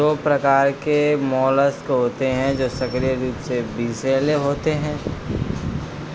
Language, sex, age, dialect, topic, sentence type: Hindi, female, 25-30, Kanauji Braj Bhasha, agriculture, statement